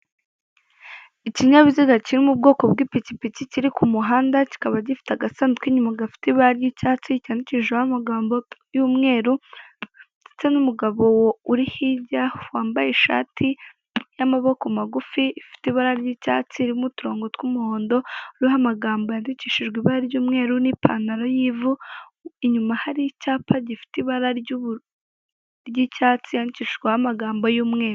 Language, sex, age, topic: Kinyarwanda, female, 18-24, finance